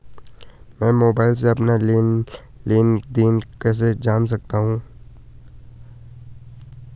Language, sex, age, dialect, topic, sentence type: Hindi, male, 18-24, Garhwali, banking, question